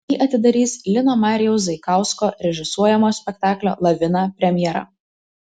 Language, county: Lithuanian, Vilnius